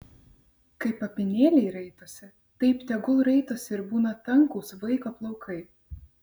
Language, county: Lithuanian, Vilnius